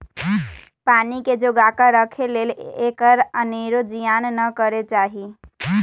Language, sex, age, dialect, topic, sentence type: Magahi, female, 18-24, Western, agriculture, statement